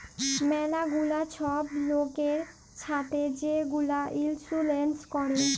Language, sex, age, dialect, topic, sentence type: Bengali, female, 18-24, Jharkhandi, banking, statement